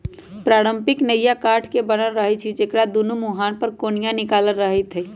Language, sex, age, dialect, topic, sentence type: Magahi, male, 18-24, Western, agriculture, statement